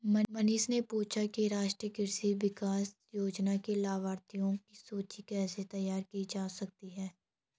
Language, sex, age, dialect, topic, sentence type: Hindi, female, 18-24, Garhwali, agriculture, statement